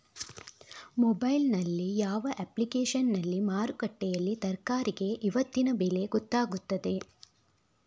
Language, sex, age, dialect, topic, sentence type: Kannada, female, 36-40, Coastal/Dakshin, agriculture, question